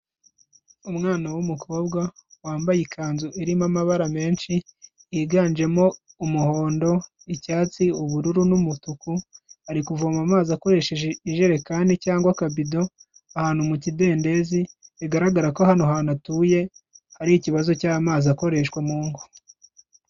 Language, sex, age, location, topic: Kinyarwanda, male, 25-35, Kigali, health